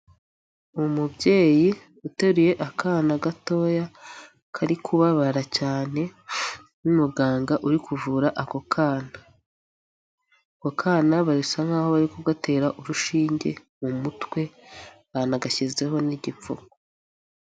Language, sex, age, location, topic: Kinyarwanda, female, 25-35, Huye, health